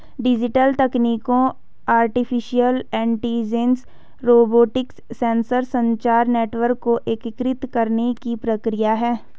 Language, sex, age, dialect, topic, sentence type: Hindi, female, 18-24, Hindustani Malvi Khadi Boli, agriculture, statement